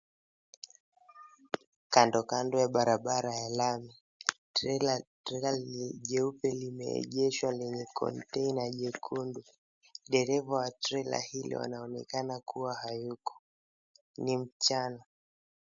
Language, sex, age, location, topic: Swahili, male, 18-24, Mombasa, government